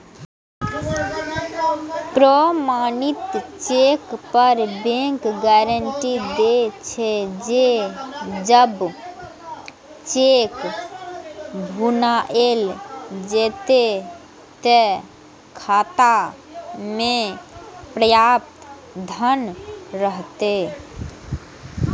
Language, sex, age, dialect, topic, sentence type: Maithili, female, 18-24, Eastern / Thethi, banking, statement